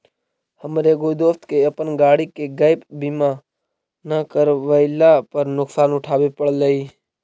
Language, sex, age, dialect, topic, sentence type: Magahi, male, 31-35, Central/Standard, banking, statement